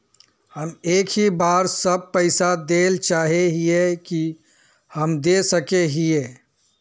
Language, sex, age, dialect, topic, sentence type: Magahi, male, 41-45, Northeastern/Surjapuri, banking, question